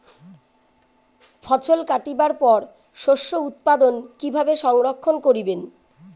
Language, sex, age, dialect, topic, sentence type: Bengali, female, 41-45, Rajbangshi, agriculture, statement